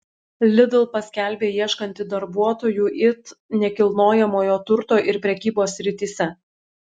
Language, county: Lithuanian, Šiauliai